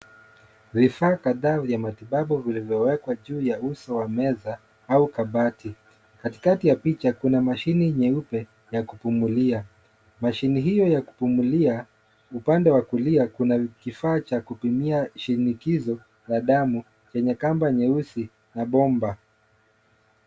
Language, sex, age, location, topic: Swahili, male, 25-35, Nairobi, health